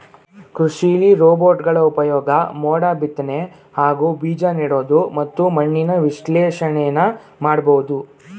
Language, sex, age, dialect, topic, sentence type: Kannada, male, 18-24, Mysore Kannada, agriculture, statement